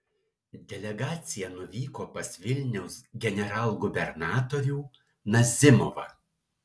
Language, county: Lithuanian, Alytus